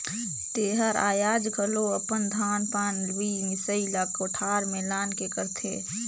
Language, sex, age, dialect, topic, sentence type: Chhattisgarhi, female, 18-24, Northern/Bhandar, agriculture, statement